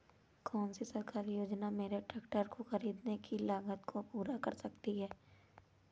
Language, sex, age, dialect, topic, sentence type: Hindi, female, 31-35, Awadhi Bundeli, agriculture, question